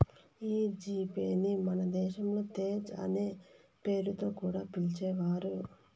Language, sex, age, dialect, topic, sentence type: Telugu, female, 25-30, Southern, banking, statement